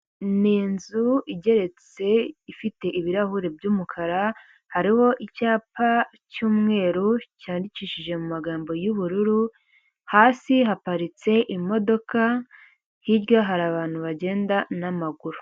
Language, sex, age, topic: Kinyarwanda, female, 18-24, government